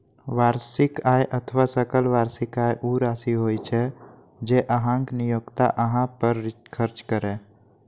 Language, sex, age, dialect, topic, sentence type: Maithili, male, 18-24, Eastern / Thethi, banking, statement